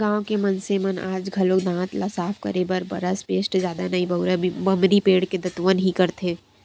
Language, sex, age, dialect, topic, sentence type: Chhattisgarhi, female, 60-100, Western/Budati/Khatahi, agriculture, statement